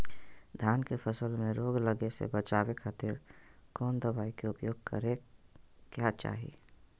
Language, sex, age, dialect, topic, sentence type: Magahi, male, 31-35, Southern, agriculture, question